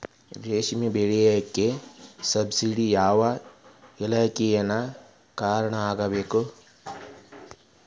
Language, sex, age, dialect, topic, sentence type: Kannada, male, 36-40, Dharwad Kannada, agriculture, question